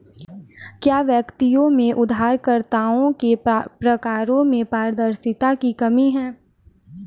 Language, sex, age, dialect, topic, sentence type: Hindi, female, 18-24, Kanauji Braj Bhasha, banking, statement